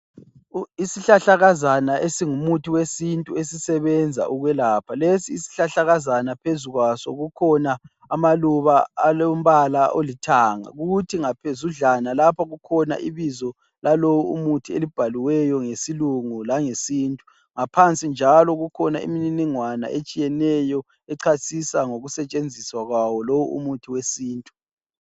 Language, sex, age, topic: North Ndebele, male, 25-35, health